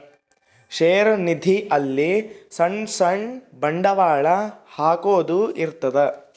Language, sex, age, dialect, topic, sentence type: Kannada, male, 60-100, Central, banking, statement